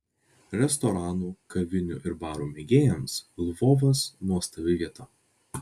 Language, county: Lithuanian, Vilnius